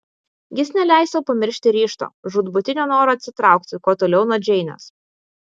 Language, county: Lithuanian, Vilnius